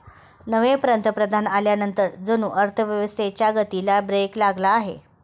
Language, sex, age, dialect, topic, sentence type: Marathi, female, 36-40, Standard Marathi, banking, statement